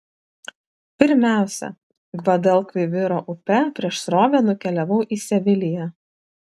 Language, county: Lithuanian, Vilnius